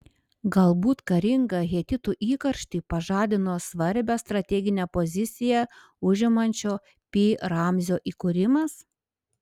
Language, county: Lithuanian, Panevėžys